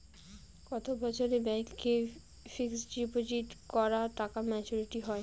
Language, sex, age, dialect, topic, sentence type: Bengali, female, 18-24, Rajbangshi, banking, question